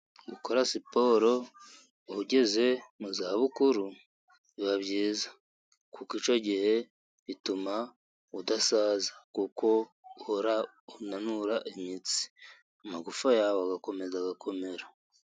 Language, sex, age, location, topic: Kinyarwanda, male, 36-49, Musanze, government